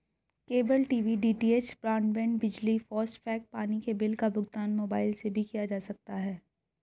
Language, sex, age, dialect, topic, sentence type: Hindi, female, 31-35, Hindustani Malvi Khadi Boli, banking, statement